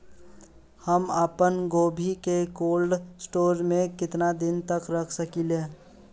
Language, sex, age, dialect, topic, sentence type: Bhojpuri, male, 18-24, Southern / Standard, agriculture, question